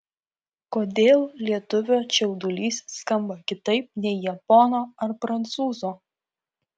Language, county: Lithuanian, Kaunas